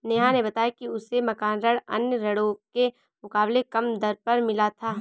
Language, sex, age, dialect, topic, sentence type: Hindi, male, 25-30, Awadhi Bundeli, banking, statement